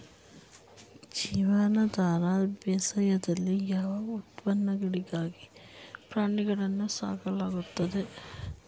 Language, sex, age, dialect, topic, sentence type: Kannada, female, 31-35, Mysore Kannada, agriculture, question